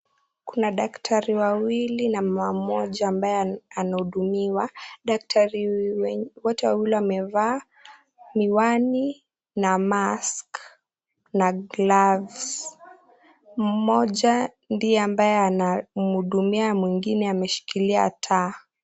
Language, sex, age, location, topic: Swahili, female, 18-24, Kisii, health